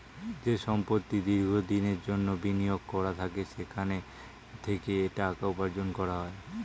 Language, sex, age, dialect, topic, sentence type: Bengali, male, 18-24, Standard Colloquial, banking, statement